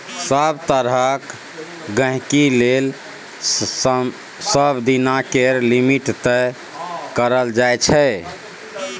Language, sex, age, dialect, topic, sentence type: Maithili, male, 46-50, Bajjika, banking, statement